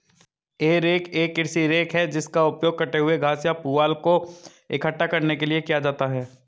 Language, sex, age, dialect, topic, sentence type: Hindi, male, 25-30, Hindustani Malvi Khadi Boli, agriculture, statement